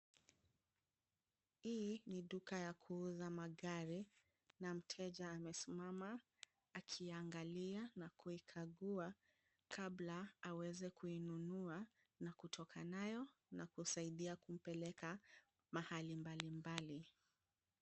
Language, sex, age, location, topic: Swahili, female, 25-35, Kisumu, finance